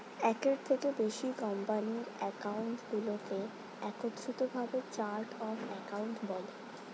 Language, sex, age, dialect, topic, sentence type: Bengali, female, 18-24, Standard Colloquial, banking, statement